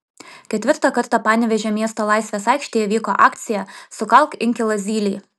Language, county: Lithuanian, Vilnius